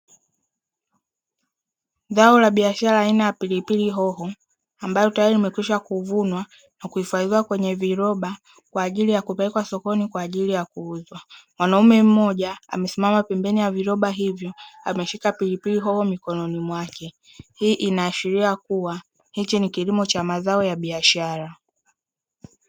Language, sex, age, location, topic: Swahili, female, 18-24, Dar es Salaam, agriculture